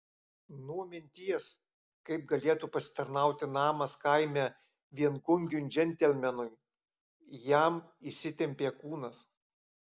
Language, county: Lithuanian, Alytus